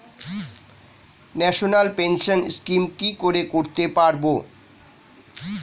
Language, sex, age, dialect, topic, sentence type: Bengali, male, 46-50, Standard Colloquial, banking, question